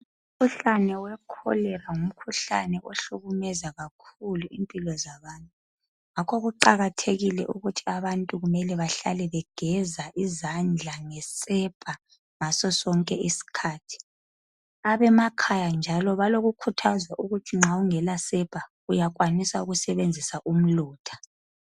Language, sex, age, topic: North Ndebele, female, 25-35, health